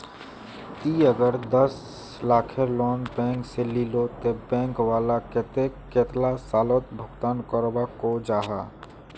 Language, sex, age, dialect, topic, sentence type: Magahi, male, 18-24, Northeastern/Surjapuri, banking, question